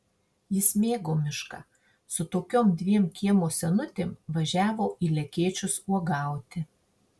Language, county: Lithuanian, Marijampolė